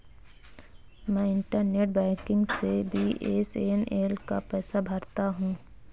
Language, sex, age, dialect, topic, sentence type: Hindi, female, 18-24, Marwari Dhudhari, banking, statement